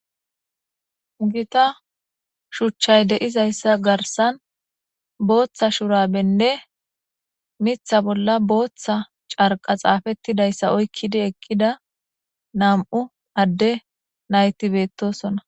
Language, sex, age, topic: Gamo, female, 18-24, government